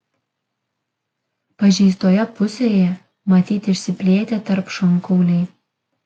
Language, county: Lithuanian, Kaunas